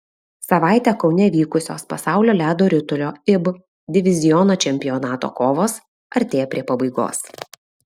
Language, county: Lithuanian, Alytus